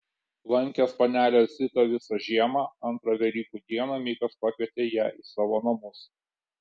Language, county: Lithuanian, Kaunas